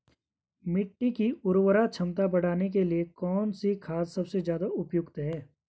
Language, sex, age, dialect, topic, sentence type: Hindi, male, 25-30, Garhwali, agriculture, question